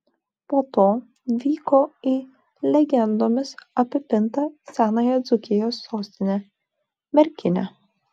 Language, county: Lithuanian, Vilnius